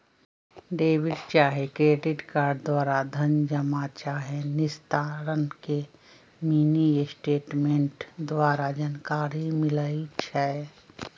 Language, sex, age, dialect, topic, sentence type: Magahi, female, 60-100, Western, banking, statement